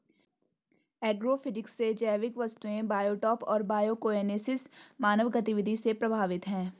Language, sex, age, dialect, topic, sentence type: Hindi, female, 18-24, Garhwali, agriculture, statement